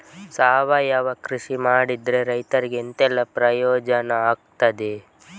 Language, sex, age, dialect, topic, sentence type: Kannada, male, 25-30, Coastal/Dakshin, agriculture, question